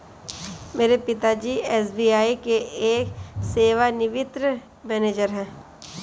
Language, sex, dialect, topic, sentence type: Hindi, female, Kanauji Braj Bhasha, banking, statement